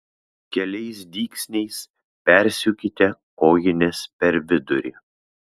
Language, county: Lithuanian, Vilnius